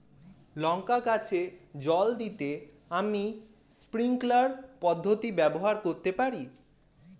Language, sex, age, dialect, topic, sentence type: Bengali, male, 18-24, Standard Colloquial, agriculture, question